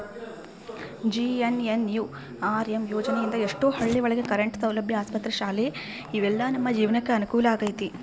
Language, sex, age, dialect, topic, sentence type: Kannada, female, 25-30, Central, banking, statement